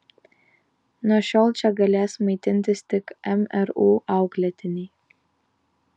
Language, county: Lithuanian, Vilnius